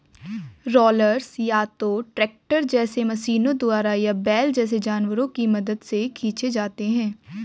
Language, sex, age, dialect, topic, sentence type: Hindi, female, 18-24, Hindustani Malvi Khadi Boli, agriculture, statement